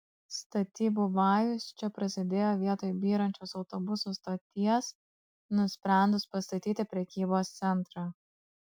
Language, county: Lithuanian, Kaunas